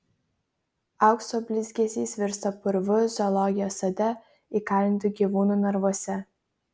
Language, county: Lithuanian, Kaunas